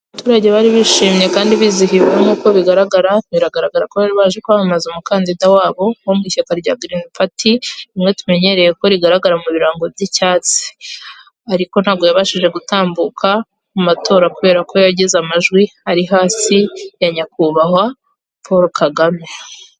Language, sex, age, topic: Kinyarwanda, female, 18-24, government